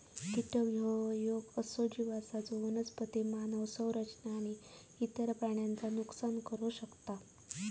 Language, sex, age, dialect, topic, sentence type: Marathi, female, 18-24, Southern Konkan, agriculture, statement